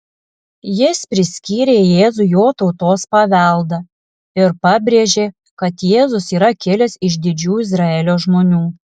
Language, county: Lithuanian, Alytus